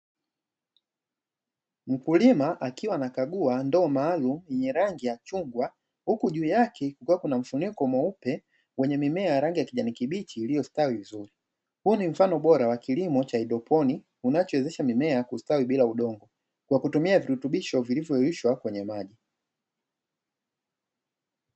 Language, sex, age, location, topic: Swahili, male, 25-35, Dar es Salaam, agriculture